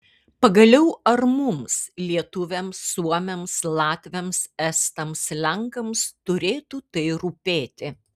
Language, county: Lithuanian, Kaunas